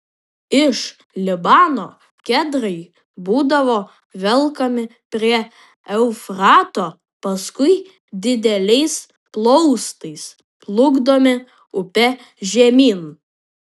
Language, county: Lithuanian, Panevėžys